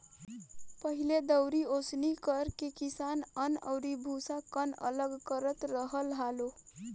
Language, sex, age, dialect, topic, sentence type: Bhojpuri, female, 18-24, Southern / Standard, agriculture, statement